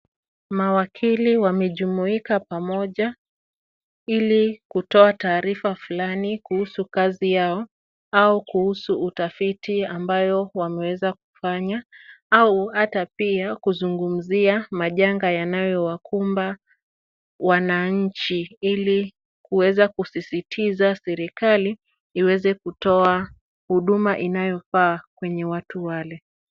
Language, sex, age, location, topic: Swahili, female, 25-35, Kisumu, government